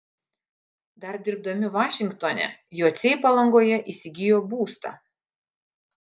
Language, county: Lithuanian, Kaunas